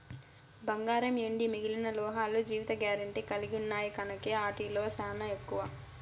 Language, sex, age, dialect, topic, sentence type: Telugu, female, 18-24, Southern, banking, statement